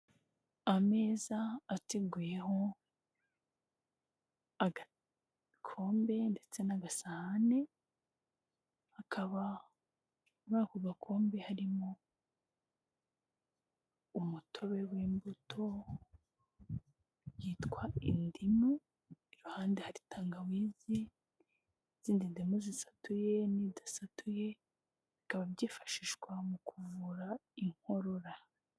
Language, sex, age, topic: Kinyarwanda, female, 18-24, health